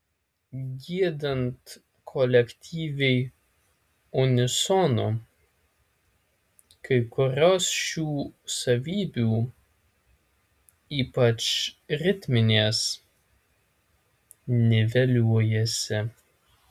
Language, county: Lithuanian, Alytus